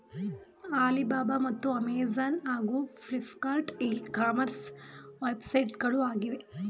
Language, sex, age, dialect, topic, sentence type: Kannada, female, 31-35, Mysore Kannada, banking, statement